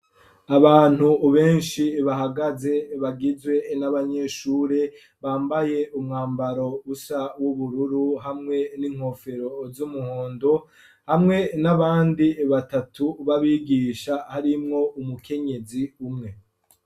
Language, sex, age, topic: Rundi, male, 25-35, education